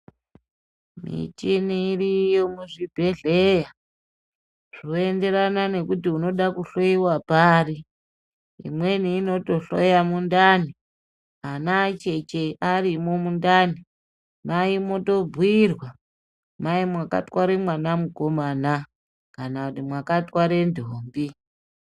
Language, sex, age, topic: Ndau, female, 36-49, health